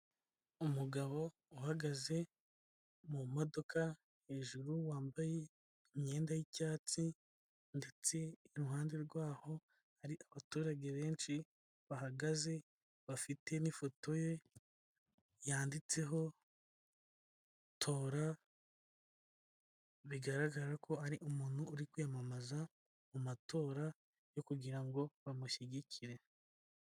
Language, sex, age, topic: Kinyarwanda, male, 18-24, government